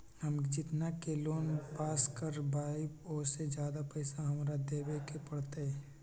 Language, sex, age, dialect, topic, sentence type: Magahi, male, 25-30, Western, banking, question